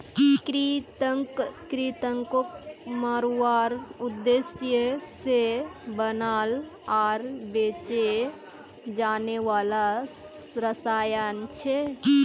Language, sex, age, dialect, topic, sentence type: Magahi, female, 18-24, Northeastern/Surjapuri, agriculture, statement